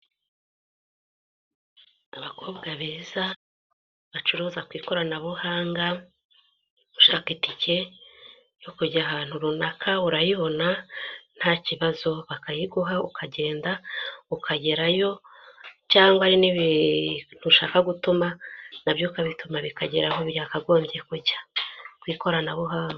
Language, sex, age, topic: Kinyarwanda, female, 25-35, finance